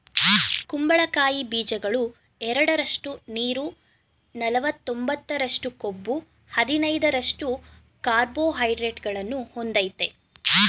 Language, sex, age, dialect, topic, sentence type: Kannada, female, 18-24, Mysore Kannada, agriculture, statement